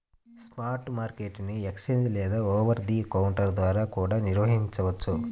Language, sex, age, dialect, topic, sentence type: Telugu, male, 41-45, Central/Coastal, banking, statement